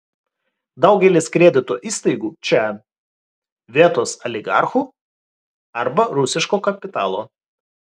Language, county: Lithuanian, Vilnius